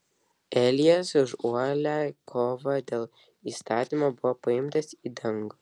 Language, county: Lithuanian, Vilnius